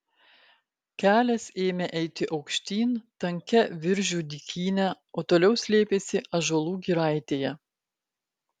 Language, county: Lithuanian, Klaipėda